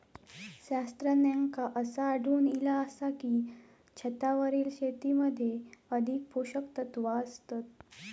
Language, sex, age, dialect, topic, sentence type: Marathi, female, 18-24, Southern Konkan, agriculture, statement